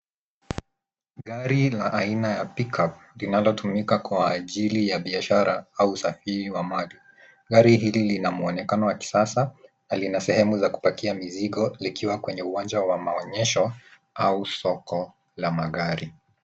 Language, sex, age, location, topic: Swahili, male, 18-24, Nairobi, finance